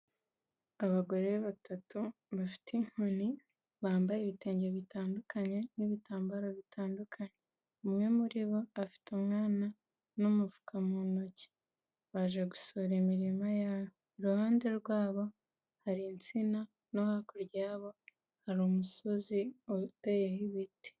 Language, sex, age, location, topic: Kinyarwanda, female, 25-35, Kigali, health